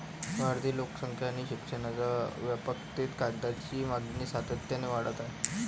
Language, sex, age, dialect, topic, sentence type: Marathi, male, 18-24, Varhadi, agriculture, statement